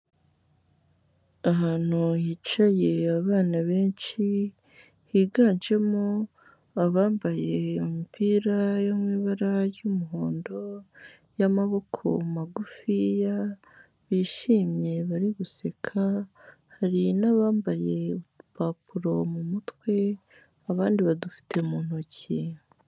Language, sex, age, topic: Kinyarwanda, female, 18-24, health